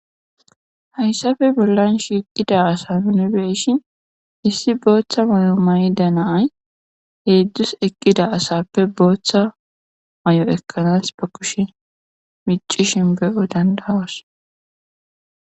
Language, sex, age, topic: Gamo, female, 18-24, government